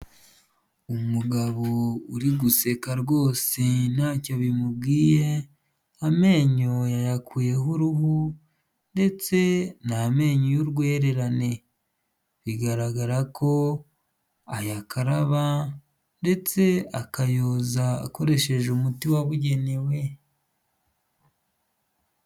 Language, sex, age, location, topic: Kinyarwanda, male, 25-35, Huye, health